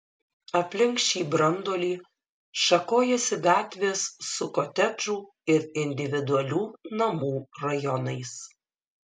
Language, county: Lithuanian, Šiauliai